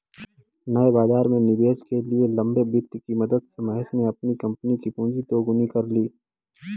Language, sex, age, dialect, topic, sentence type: Hindi, male, 18-24, Kanauji Braj Bhasha, banking, statement